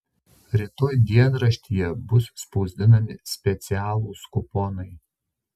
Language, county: Lithuanian, Šiauliai